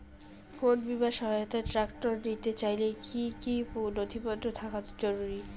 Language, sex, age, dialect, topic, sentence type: Bengali, female, 25-30, Rajbangshi, agriculture, question